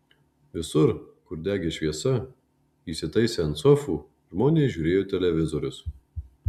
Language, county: Lithuanian, Marijampolė